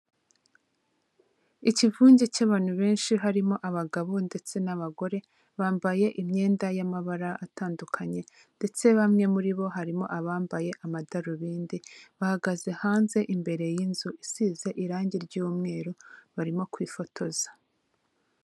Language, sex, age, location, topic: Kinyarwanda, female, 25-35, Kigali, health